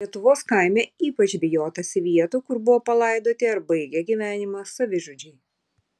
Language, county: Lithuanian, Vilnius